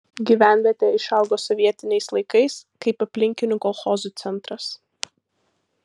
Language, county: Lithuanian, Vilnius